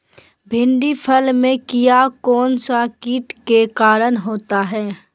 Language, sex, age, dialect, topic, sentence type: Magahi, female, 18-24, Southern, agriculture, question